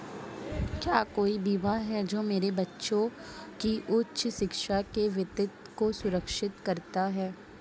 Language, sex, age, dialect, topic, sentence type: Hindi, female, 18-24, Marwari Dhudhari, banking, question